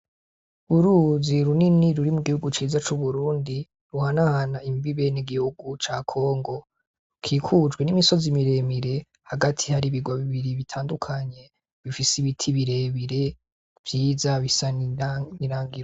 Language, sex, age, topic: Rundi, male, 25-35, agriculture